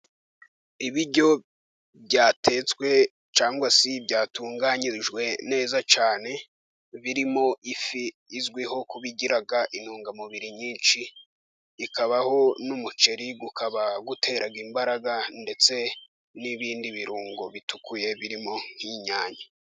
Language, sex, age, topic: Kinyarwanda, male, 18-24, agriculture